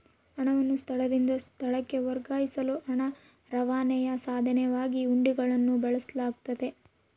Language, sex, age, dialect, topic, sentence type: Kannada, female, 18-24, Central, banking, statement